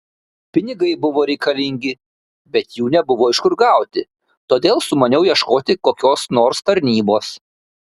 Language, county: Lithuanian, Šiauliai